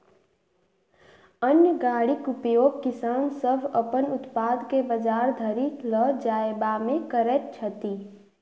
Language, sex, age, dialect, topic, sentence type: Maithili, female, 18-24, Southern/Standard, agriculture, statement